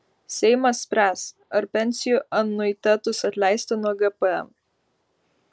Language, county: Lithuanian, Vilnius